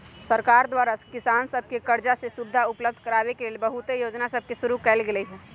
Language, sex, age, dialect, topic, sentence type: Magahi, male, 18-24, Western, agriculture, statement